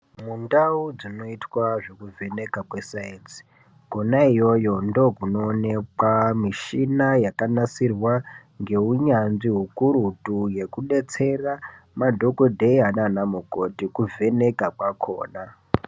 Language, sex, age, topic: Ndau, male, 18-24, health